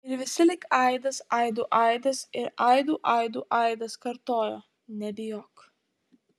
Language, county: Lithuanian, Utena